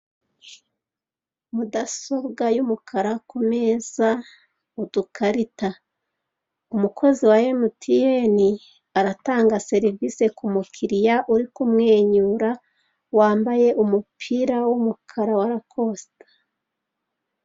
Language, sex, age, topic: Kinyarwanda, female, 36-49, finance